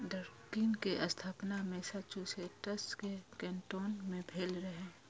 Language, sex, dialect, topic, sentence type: Maithili, female, Eastern / Thethi, agriculture, statement